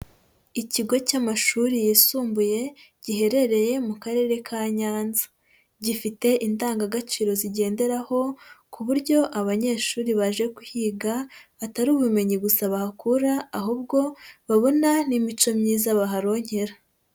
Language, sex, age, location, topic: Kinyarwanda, female, 25-35, Huye, education